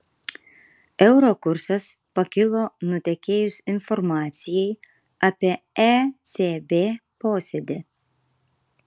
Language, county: Lithuanian, Kaunas